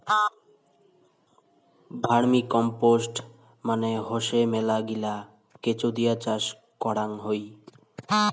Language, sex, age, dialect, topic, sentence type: Bengali, male, 18-24, Rajbangshi, agriculture, statement